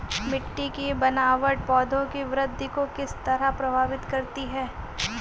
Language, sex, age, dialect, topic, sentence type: Hindi, female, 18-24, Marwari Dhudhari, agriculture, statement